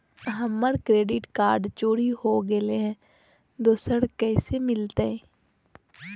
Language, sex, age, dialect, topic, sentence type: Magahi, female, 31-35, Southern, banking, question